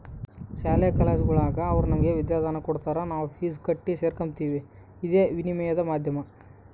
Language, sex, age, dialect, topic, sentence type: Kannada, male, 18-24, Central, banking, statement